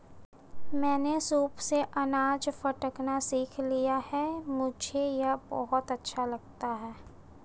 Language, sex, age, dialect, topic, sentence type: Hindi, female, 25-30, Marwari Dhudhari, agriculture, statement